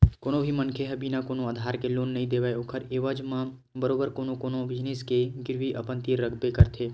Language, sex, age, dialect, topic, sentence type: Chhattisgarhi, male, 18-24, Western/Budati/Khatahi, banking, statement